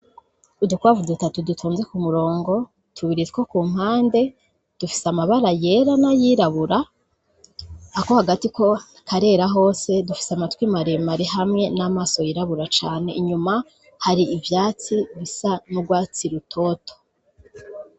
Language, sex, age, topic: Rundi, female, 25-35, agriculture